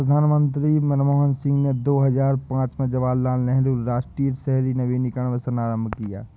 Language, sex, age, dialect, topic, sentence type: Hindi, male, 25-30, Awadhi Bundeli, banking, statement